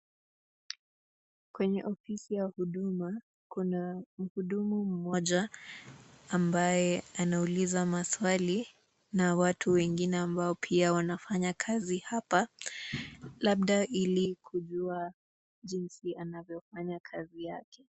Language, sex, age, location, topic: Swahili, female, 18-24, Nakuru, government